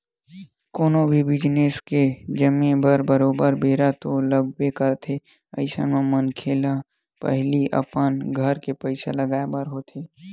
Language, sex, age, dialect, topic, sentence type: Chhattisgarhi, male, 41-45, Western/Budati/Khatahi, banking, statement